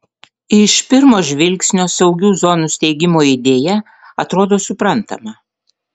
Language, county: Lithuanian, Vilnius